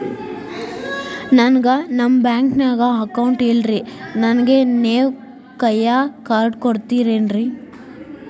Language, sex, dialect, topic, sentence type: Kannada, female, Dharwad Kannada, banking, question